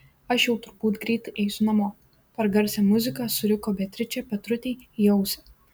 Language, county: Lithuanian, Šiauliai